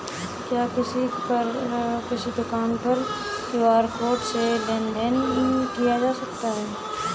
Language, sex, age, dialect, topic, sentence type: Hindi, female, 18-24, Awadhi Bundeli, banking, question